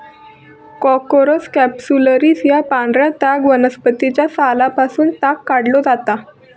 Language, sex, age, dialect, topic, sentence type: Marathi, female, 18-24, Southern Konkan, agriculture, statement